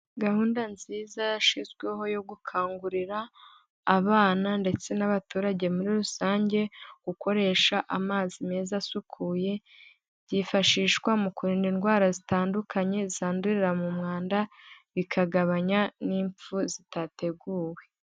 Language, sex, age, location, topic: Kinyarwanda, female, 18-24, Huye, health